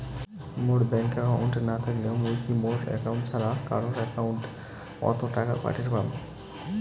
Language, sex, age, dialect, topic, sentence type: Bengali, male, 18-24, Rajbangshi, banking, question